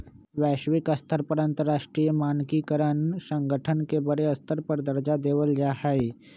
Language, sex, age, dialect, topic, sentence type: Magahi, male, 25-30, Western, banking, statement